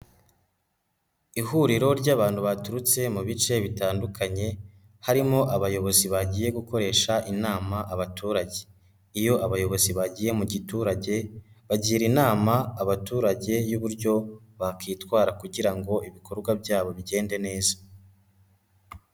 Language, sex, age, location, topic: Kinyarwanda, male, 18-24, Nyagatare, health